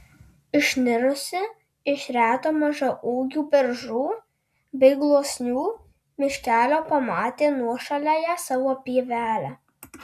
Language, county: Lithuanian, Alytus